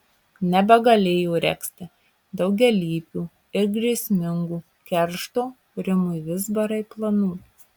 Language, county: Lithuanian, Marijampolė